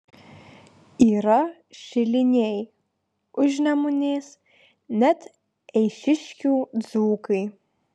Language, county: Lithuanian, Klaipėda